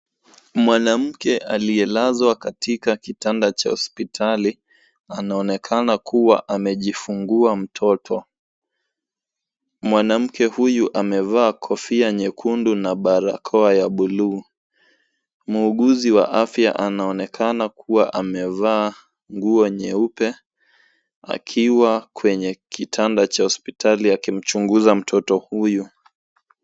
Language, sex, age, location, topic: Swahili, male, 18-24, Nairobi, health